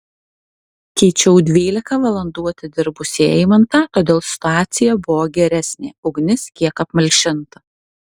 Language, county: Lithuanian, Alytus